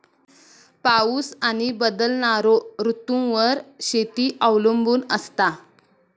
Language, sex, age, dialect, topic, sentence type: Marathi, female, 18-24, Southern Konkan, agriculture, statement